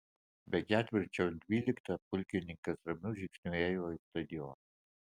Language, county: Lithuanian, Alytus